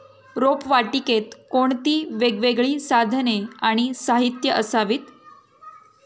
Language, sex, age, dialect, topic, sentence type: Marathi, female, 31-35, Standard Marathi, agriculture, question